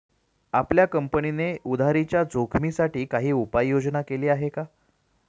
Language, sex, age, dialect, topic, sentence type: Marathi, male, 36-40, Standard Marathi, banking, statement